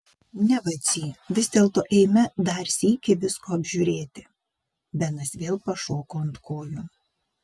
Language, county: Lithuanian, Vilnius